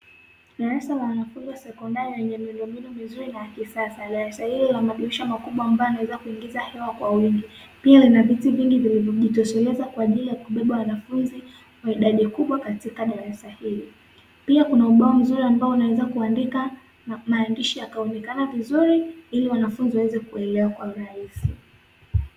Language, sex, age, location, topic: Swahili, female, 18-24, Dar es Salaam, education